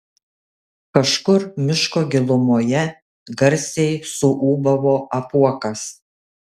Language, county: Lithuanian, Kaunas